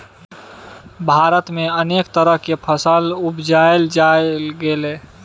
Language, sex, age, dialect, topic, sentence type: Maithili, male, 18-24, Bajjika, agriculture, statement